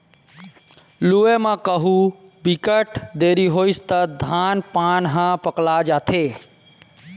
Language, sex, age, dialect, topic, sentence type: Chhattisgarhi, male, 25-30, Western/Budati/Khatahi, agriculture, statement